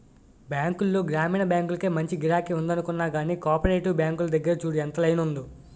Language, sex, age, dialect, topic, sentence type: Telugu, male, 18-24, Utterandhra, banking, statement